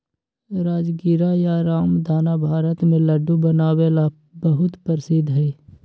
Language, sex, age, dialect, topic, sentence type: Magahi, male, 51-55, Western, agriculture, statement